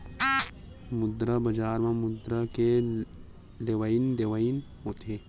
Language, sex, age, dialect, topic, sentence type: Chhattisgarhi, male, 25-30, Western/Budati/Khatahi, banking, statement